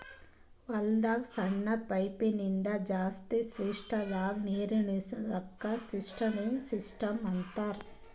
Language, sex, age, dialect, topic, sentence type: Kannada, female, 31-35, Northeastern, agriculture, statement